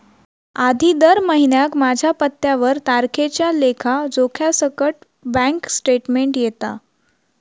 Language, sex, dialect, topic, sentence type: Marathi, female, Southern Konkan, banking, statement